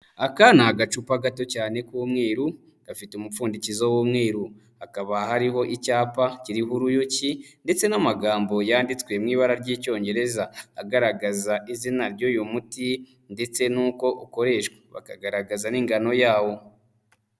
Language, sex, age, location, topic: Kinyarwanda, male, 25-35, Huye, health